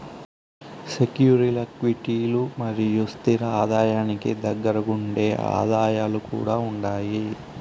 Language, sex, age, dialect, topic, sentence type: Telugu, male, 25-30, Southern, banking, statement